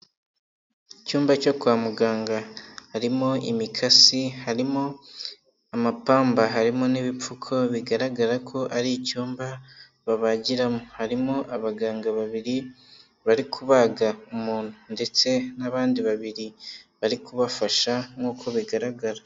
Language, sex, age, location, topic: Kinyarwanda, male, 18-24, Nyagatare, health